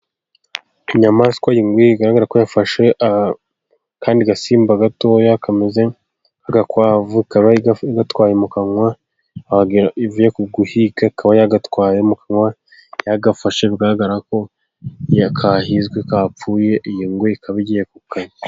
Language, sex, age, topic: Kinyarwanda, male, 18-24, agriculture